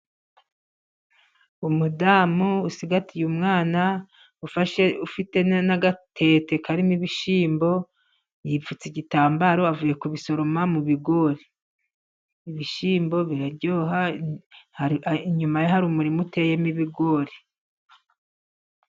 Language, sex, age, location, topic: Kinyarwanda, female, 50+, Musanze, agriculture